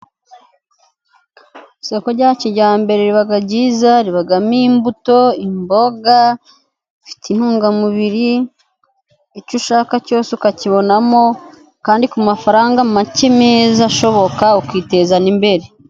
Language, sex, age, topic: Kinyarwanda, female, 25-35, finance